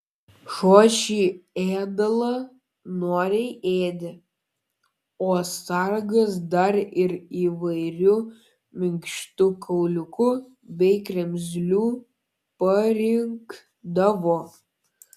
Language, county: Lithuanian, Klaipėda